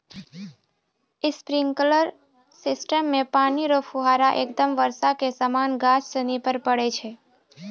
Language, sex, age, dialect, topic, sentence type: Maithili, female, 31-35, Angika, agriculture, statement